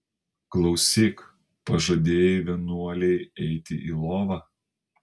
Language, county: Lithuanian, Panevėžys